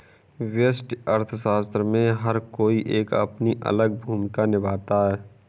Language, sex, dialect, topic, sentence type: Hindi, male, Kanauji Braj Bhasha, banking, statement